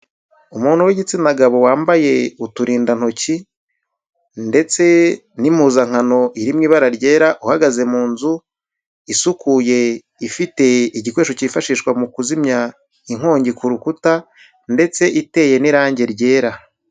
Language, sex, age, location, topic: Kinyarwanda, male, 25-35, Huye, health